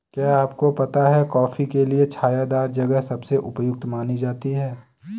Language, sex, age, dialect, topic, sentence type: Hindi, male, 18-24, Kanauji Braj Bhasha, agriculture, statement